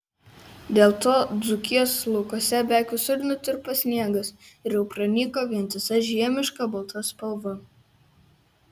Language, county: Lithuanian, Kaunas